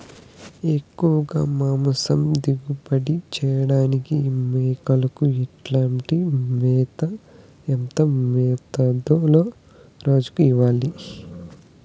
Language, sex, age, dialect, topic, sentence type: Telugu, male, 18-24, Southern, agriculture, question